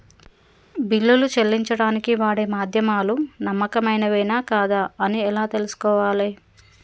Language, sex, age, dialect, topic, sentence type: Telugu, female, 36-40, Telangana, banking, question